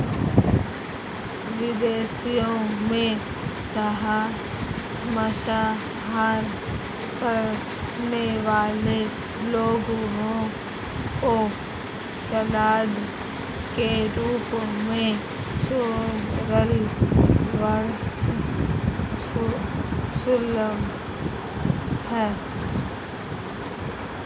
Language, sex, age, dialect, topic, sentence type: Hindi, female, 36-40, Marwari Dhudhari, agriculture, statement